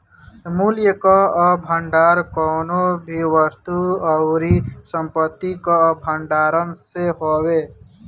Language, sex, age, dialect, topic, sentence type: Bhojpuri, male, 18-24, Northern, banking, statement